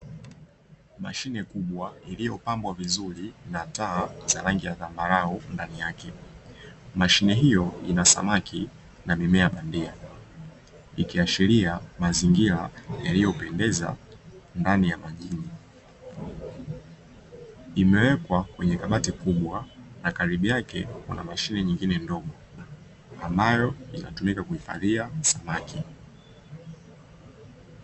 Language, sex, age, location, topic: Swahili, male, 25-35, Dar es Salaam, agriculture